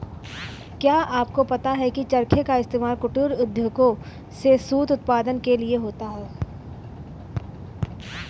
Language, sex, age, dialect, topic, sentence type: Hindi, female, 31-35, Marwari Dhudhari, agriculture, statement